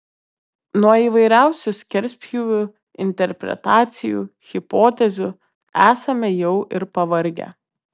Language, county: Lithuanian, Kaunas